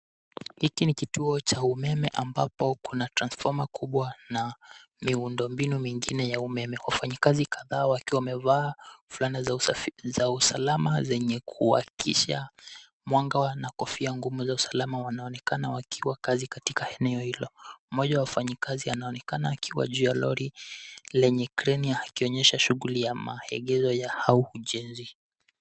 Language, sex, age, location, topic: Swahili, male, 18-24, Nairobi, government